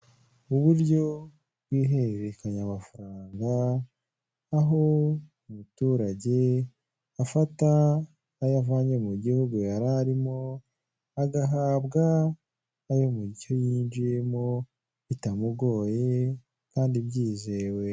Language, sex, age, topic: Kinyarwanda, male, 18-24, finance